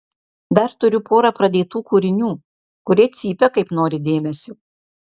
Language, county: Lithuanian, Marijampolė